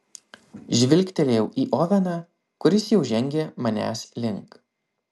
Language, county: Lithuanian, Vilnius